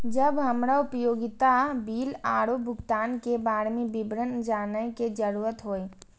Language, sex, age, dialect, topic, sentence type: Maithili, female, 18-24, Eastern / Thethi, banking, question